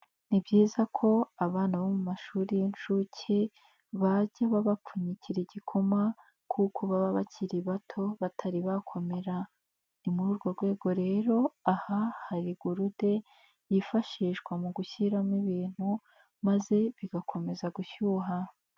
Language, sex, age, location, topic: Kinyarwanda, female, 18-24, Nyagatare, education